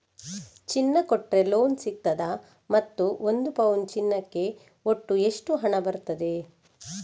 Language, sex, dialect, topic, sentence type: Kannada, female, Coastal/Dakshin, banking, question